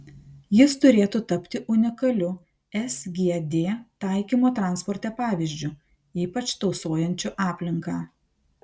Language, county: Lithuanian, Panevėžys